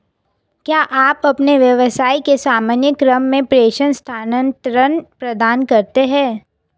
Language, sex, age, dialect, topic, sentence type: Hindi, female, 18-24, Hindustani Malvi Khadi Boli, banking, question